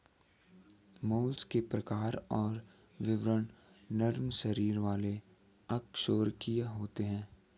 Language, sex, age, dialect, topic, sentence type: Hindi, female, 18-24, Hindustani Malvi Khadi Boli, agriculture, statement